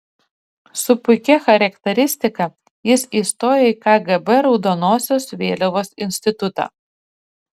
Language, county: Lithuanian, Šiauliai